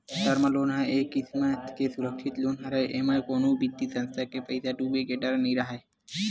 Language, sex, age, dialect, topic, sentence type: Chhattisgarhi, male, 18-24, Western/Budati/Khatahi, banking, statement